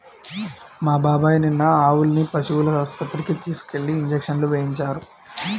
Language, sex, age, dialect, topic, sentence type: Telugu, male, 25-30, Central/Coastal, agriculture, statement